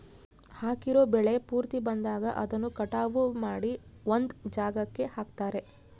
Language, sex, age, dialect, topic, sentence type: Kannada, female, 31-35, Central, agriculture, statement